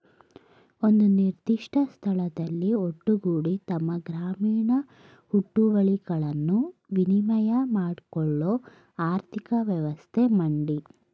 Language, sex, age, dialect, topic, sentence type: Kannada, female, 18-24, Mysore Kannada, agriculture, statement